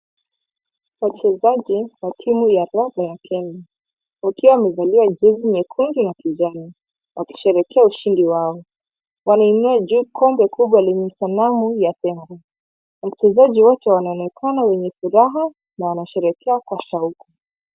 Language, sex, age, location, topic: Swahili, female, 25-35, Mombasa, government